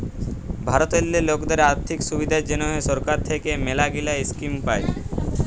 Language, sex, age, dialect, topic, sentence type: Bengali, female, 18-24, Jharkhandi, banking, statement